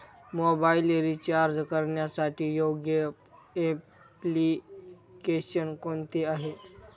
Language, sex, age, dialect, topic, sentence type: Marathi, male, 31-35, Northern Konkan, banking, question